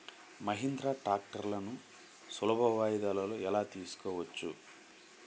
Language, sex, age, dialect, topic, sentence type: Telugu, male, 25-30, Central/Coastal, agriculture, question